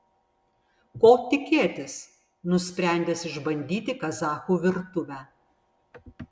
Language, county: Lithuanian, Vilnius